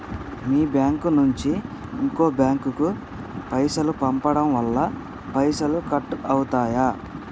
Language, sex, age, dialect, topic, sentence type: Telugu, male, 31-35, Telangana, banking, question